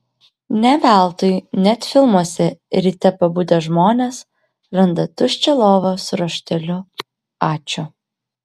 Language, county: Lithuanian, Klaipėda